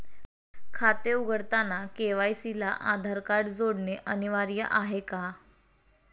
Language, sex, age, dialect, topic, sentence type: Marathi, female, 18-24, Standard Marathi, banking, statement